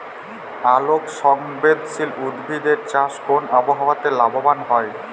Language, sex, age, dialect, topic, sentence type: Bengali, male, 18-24, Jharkhandi, agriculture, question